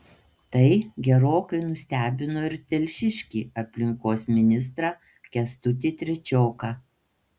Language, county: Lithuanian, Panevėžys